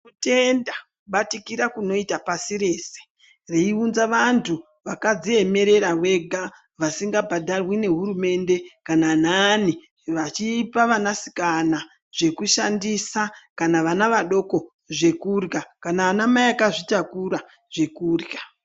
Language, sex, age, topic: Ndau, male, 36-49, health